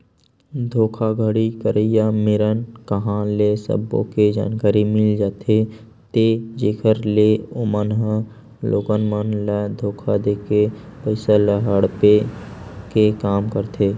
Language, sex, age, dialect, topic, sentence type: Chhattisgarhi, male, 18-24, Western/Budati/Khatahi, banking, statement